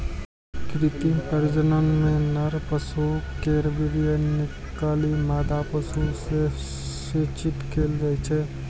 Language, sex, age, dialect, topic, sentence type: Maithili, male, 18-24, Eastern / Thethi, agriculture, statement